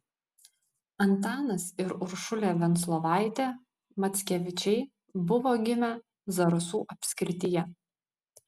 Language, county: Lithuanian, Vilnius